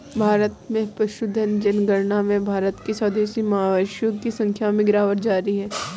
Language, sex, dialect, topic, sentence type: Hindi, female, Kanauji Braj Bhasha, agriculture, statement